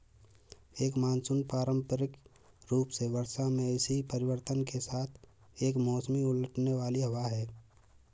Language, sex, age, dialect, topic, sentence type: Hindi, male, 18-24, Marwari Dhudhari, agriculture, statement